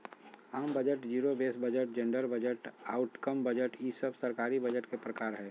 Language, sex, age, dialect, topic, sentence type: Magahi, male, 60-100, Southern, banking, statement